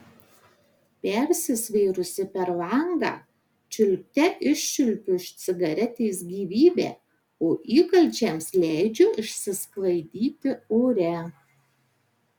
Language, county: Lithuanian, Marijampolė